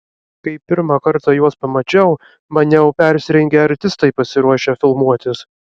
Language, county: Lithuanian, Kaunas